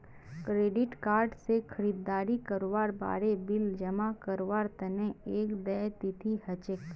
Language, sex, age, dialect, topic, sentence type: Magahi, female, 25-30, Northeastern/Surjapuri, banking, statement